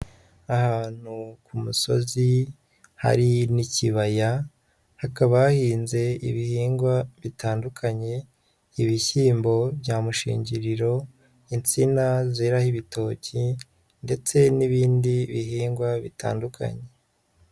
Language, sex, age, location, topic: Kinyarwanda, male, 25-35, Huye, agriculture